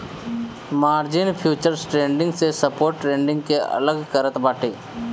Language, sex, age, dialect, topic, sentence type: Bhojpuri, male, 25-30, Northern, banking, statement